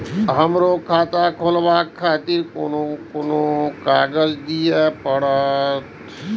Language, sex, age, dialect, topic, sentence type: Maithili, male, 41-45, Eastern / Thethi, banking, question